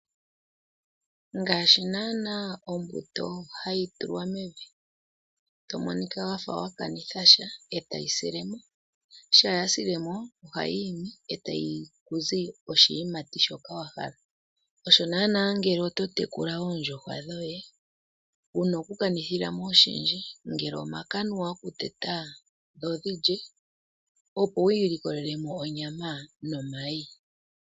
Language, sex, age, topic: Oshiwambo, female, 25-35, agriculture